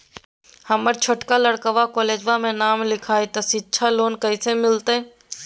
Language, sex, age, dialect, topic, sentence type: Magahi, female, 18-24, Southern, banking, question